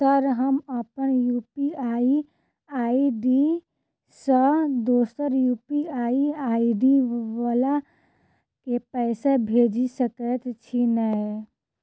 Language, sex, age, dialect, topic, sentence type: Maithili, female, 25-30, Southern/Standard, banking, question